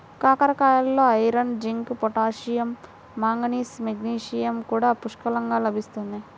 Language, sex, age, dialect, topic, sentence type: Telugu, female, 18-24, Central/Coastal, agriculture, statement